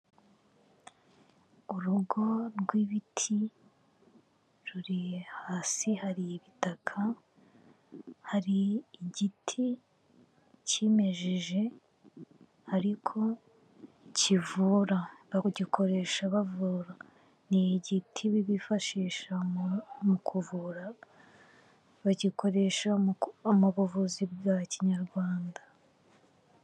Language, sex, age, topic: Kinyarwanda, female, 25-35, health